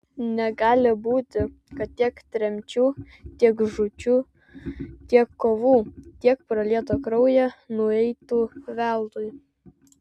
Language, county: Lithuanian, Vilnius